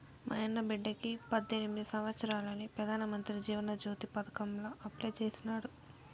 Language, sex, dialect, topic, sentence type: Telugu, female, Southern, banking, statement